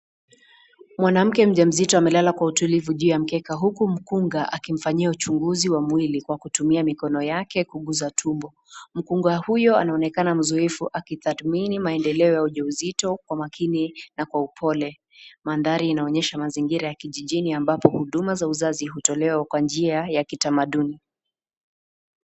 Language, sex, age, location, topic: Swahili, female, 18-24, Nakuru, health